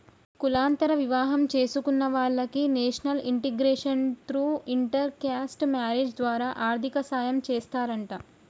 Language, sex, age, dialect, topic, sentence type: Telugu, female, 25-30, Telangana, banking, statement